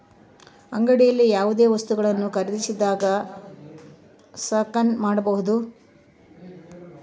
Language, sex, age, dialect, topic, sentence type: Kannada, female, 18-24, Central, banking, question